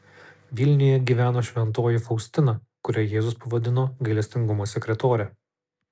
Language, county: Lithuanian, Kaunas